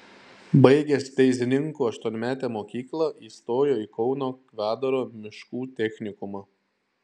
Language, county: Lithuanian, Šiauliai